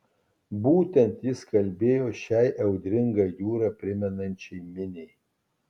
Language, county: Lithuanian, Kaunas